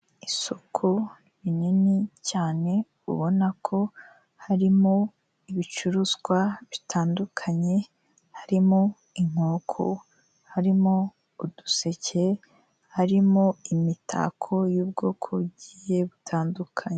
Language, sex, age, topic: Kinyarwanda, female, 18-24, finance